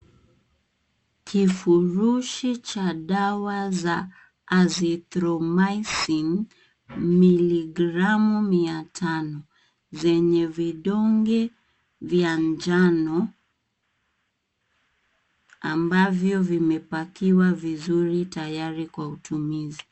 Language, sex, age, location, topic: Swahili, female, 36-49, Kisumu, health